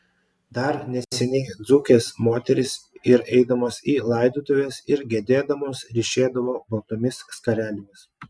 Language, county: Lithuanian, Klaipėda